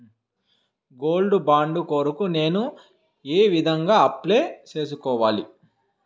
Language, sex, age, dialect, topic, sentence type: Telugu, male, 18-24, Southern, banking, question